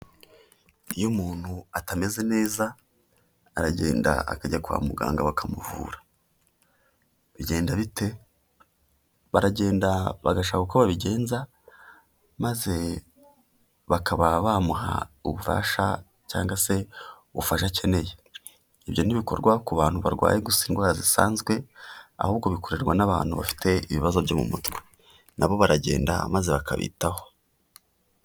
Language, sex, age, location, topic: Kinyarwanda, male, 18-24, Huye, health